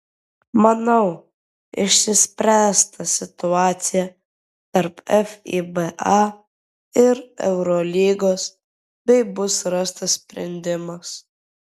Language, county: Lithuanian, Vilnius